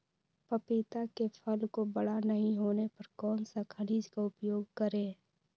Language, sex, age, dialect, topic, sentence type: Magahi, female, 18-24, Western, agriculture, question